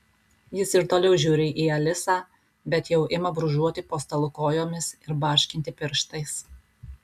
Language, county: Lithuanian, Alytus